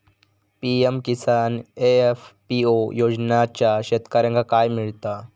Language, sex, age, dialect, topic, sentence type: Marathi, male, 18-24, Southern Konkan, agriculture, question